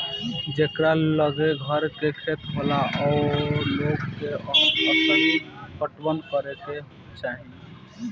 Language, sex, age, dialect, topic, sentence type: Bhojpuri, male, <18, Southern / Standard, agriculture, statement